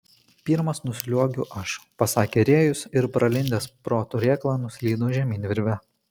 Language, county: Lithuanian, Kaunas